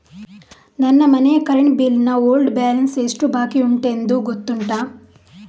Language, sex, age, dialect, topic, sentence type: Kannada, female, 51-55, Coastal/Dakshin, banking, question